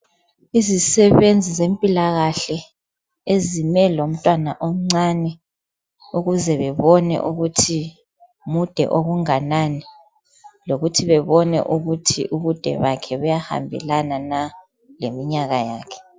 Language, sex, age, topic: North Ndebele, female, 50+, health